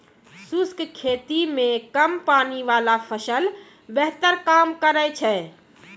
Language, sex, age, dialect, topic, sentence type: Maithili, female, 36-40, Angika, agriculture, statement